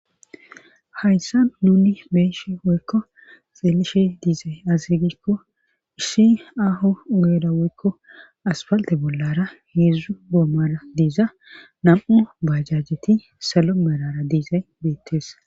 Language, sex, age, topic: Gamo, female, 36-49, government